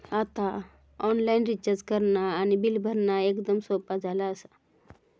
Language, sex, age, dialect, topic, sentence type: Marathi, female, 31-35, Southern Konkan, banking, statement